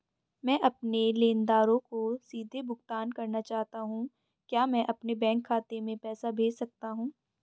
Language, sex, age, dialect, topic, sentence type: Hindi, female, 25-30, Hindustani Malvi Khadi Boli, banking, question